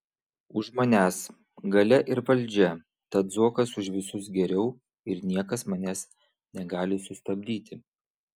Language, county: Lithuanian, Vilnius